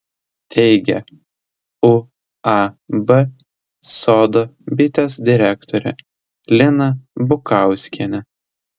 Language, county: Lithuanian, Telšiai